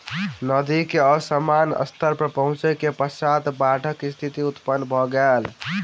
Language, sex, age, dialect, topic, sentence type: Maithili, male, 18-24, Southern/Standard, agriculture, statement